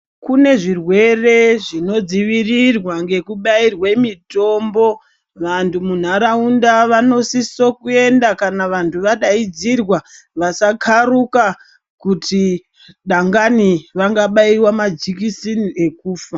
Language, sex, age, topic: Ndau, male, 36-49, health